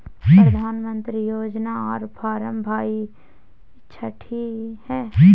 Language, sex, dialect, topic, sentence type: Maithili, female, Bajjika, banking, question